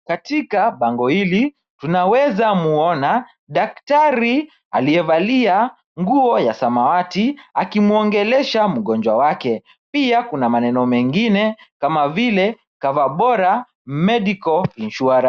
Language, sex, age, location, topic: Swahili, male, 25-35, Kisumu, finance